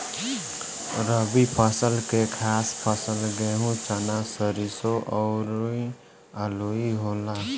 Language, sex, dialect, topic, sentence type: Bhojpuri, male, Southern / Standard, agriculture, statement